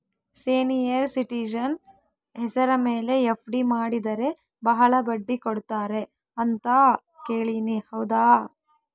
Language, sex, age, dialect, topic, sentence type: Kannada, female, 25-30, Central, banking, question